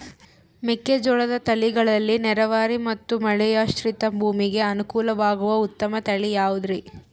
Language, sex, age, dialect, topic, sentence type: Kannada, female, 18-24, Central, agriculture, question